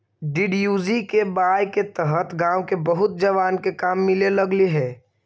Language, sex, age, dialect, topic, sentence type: Magahi, male, 25-30, Central/Standard, agriculture, statement